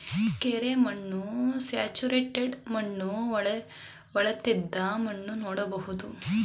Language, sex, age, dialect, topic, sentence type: Kannada, female, 18-24, Mysore Kannada, agriculture, statement